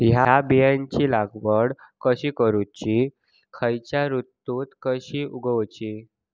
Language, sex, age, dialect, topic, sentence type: Marathi, male, 41-45, Southern Konkan, agriculture, question